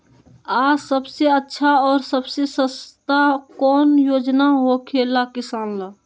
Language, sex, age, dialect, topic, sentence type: Magahi, male, 18-24, Western, agriculture, question